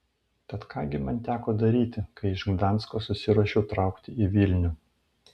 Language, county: Lithuanian, Panevėžys